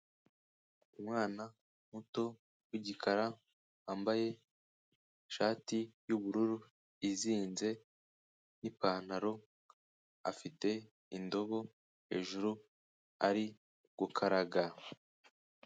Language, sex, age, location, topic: Kinyarwanda, male, 18-24, Kigali, health